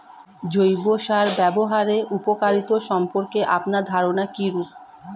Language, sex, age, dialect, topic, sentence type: Bengali, female, 31-35, Standard Colloquial, agriculture, question